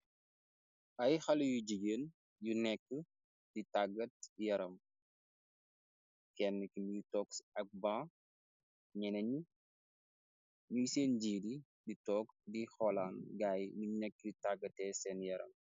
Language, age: Wolof, 25-35